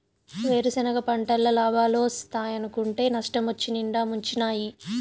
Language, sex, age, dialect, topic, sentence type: Telugu, female, 25-30, Southern, agriculture, statement